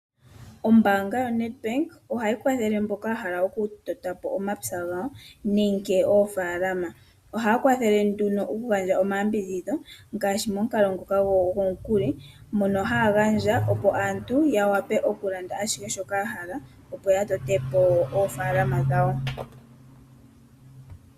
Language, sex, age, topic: Oshiwambo, female, 25-35, finance